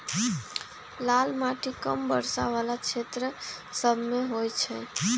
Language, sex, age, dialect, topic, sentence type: Magahi, female, 25-30, Western, agriculture, statement